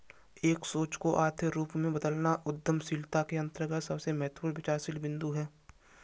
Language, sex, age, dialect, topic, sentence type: Hindi, male, 51-55, Kanauji Braj Bhasha, banking, statement